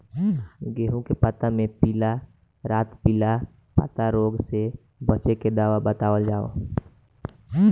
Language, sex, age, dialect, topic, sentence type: Bhojpuri, male, <18, Southern / Standard, agriculture, question